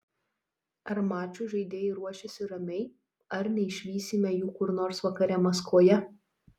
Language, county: Lithuanian, Telšiai